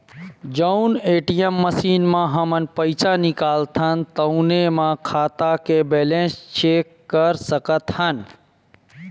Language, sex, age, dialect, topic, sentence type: Chhattisgarhi, male, 25-30, Western/Budati/Khatahi, banking, statement